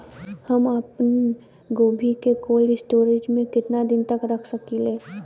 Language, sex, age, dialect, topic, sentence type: Bhojpuri, female, 18-24, Southern / Standard, agriculture, question